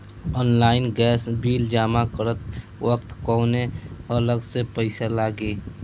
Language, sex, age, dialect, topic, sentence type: Bhojpuri, male, <18, Northern, banking, question